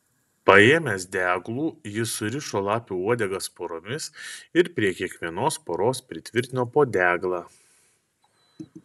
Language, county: Lithuanian, Kaunas